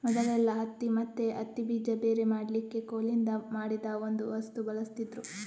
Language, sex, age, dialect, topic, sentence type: Kannada, female, 18-24, Coastal/Dakshin, agriculture, statement